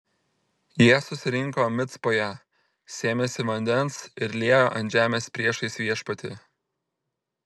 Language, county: Lithuanian, Telšiai